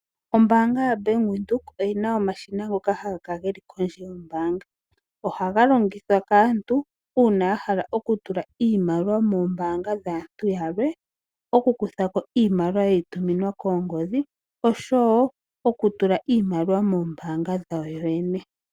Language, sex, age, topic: Oshiwambo, female, 18-24, finance